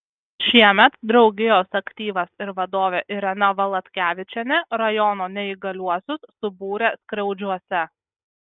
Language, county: Lithuanian, Kaunas